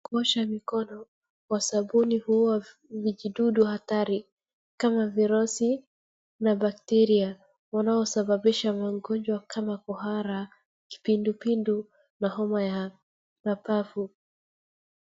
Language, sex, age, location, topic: Swahili, female, 36-49, Wajir, health